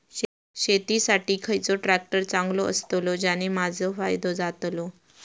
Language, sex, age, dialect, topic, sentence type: Marathi, female, 18-24, Southern Konkan, agriculture, question